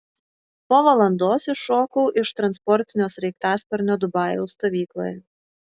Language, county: Lithuanian, Šiauliai